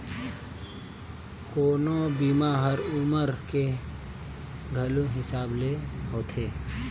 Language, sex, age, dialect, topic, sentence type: Chhattisgarhi, male, 18-24, Northern/Bhandar, banking, statement